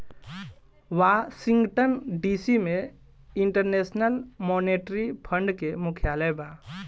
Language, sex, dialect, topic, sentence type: Bhojpuri, male, Southern / Standard, banking, statement